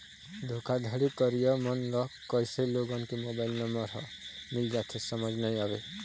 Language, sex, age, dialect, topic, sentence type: Chhattisgarhi, male, 25-30, Eastern, banking, statement